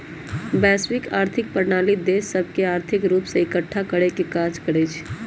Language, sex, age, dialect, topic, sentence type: Magahi, male, 18-24, Western, banking, statement